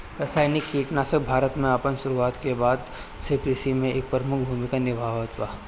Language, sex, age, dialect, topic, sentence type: Bhojpuri, female, 18-24, Northern, agriculture, statement